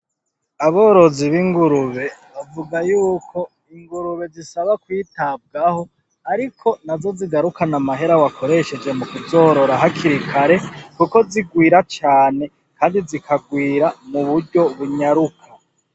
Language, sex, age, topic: Rundi, male, 36-49, agriculture